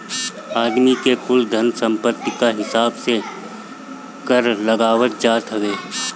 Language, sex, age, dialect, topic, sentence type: Bhojpuri, male, 31-35, Northern, banking, statement